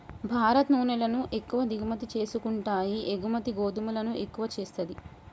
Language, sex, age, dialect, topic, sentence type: Telugu, male, 18-24, Telangana, agriculture, statement